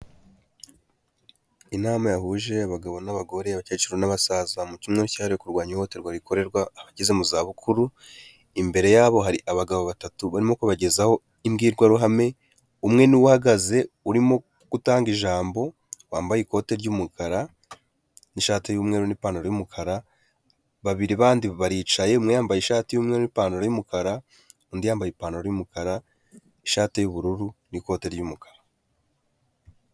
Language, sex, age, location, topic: Kinyarwanda, male, 18-24, Kigali, health